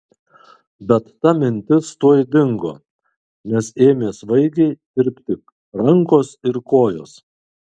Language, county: Lithuanian, Kaunas